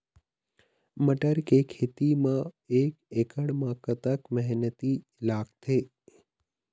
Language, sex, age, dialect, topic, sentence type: Chhattisgarhi, male, 31-35, Eastern, agriculture, question